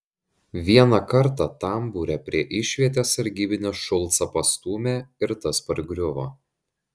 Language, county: Lithuanian, Šiauliai